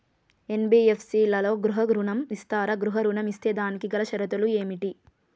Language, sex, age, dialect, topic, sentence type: Telugu, female, 25-30, Telangana, banking, question